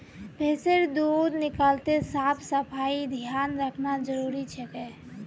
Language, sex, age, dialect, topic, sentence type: Magahi, female, 18-24, Northeastern/Surjapuri, agriculture, statement